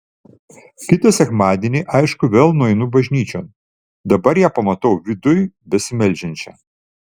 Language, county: Lithuanian, Vilnius